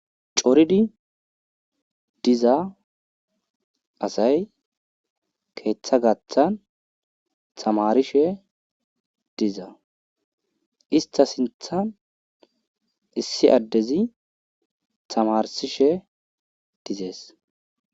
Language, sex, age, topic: Gamo, male, 18-24, government